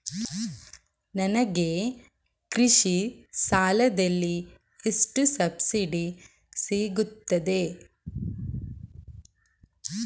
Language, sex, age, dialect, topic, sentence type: Kannada, female, 18-24, Coastal/Dakshin, banking, question